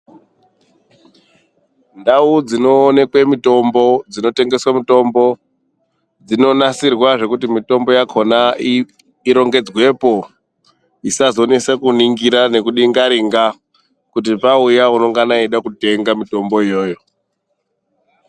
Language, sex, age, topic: Ndau, male, 25-35, health